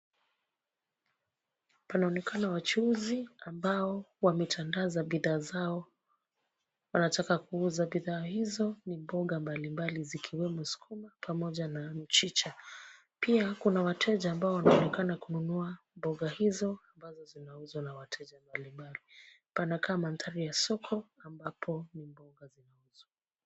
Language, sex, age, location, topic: Swahili, female, 36-49, Kisumu, finance